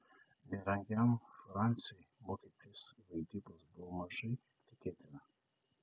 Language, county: Lithuanian, Šiauliai